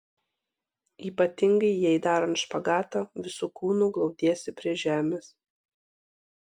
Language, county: Lithuanian, Panevėžys